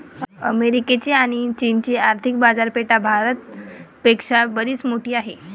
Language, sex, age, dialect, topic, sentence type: Marathi, female, 18-24, Varhadi, banking, statement